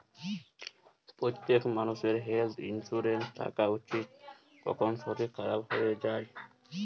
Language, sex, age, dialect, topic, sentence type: Bengali, male, 18-24, Jharkhandi, banking, statement